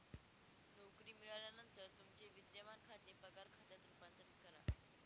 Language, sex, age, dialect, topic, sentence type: Marathi, female, 18-24, Northern Konkan, banking, statement